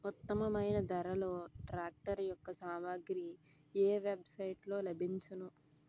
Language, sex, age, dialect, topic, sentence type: Telugu, female, 18-24, Utterandhra, agriculture, question